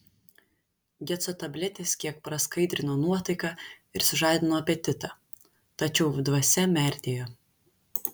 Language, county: Lithuanian, Šiauliai